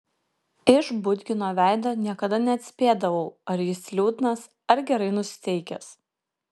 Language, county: Lithuanian, Kaunas